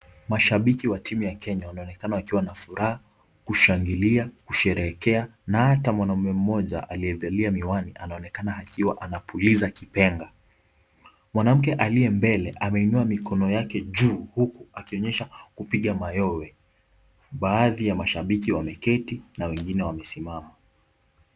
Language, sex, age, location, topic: Swahili, male, 18-24, Kisumu, government